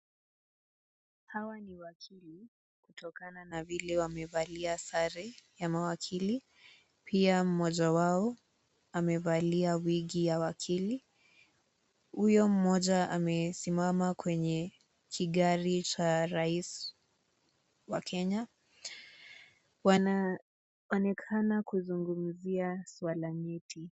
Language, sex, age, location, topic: Swahili, female, 18-24, Nakuru, government